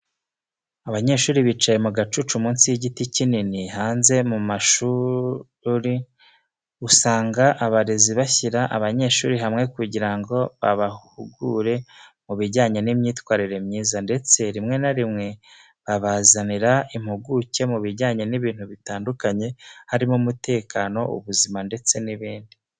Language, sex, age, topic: Kinyarwanda, male, 36-49, education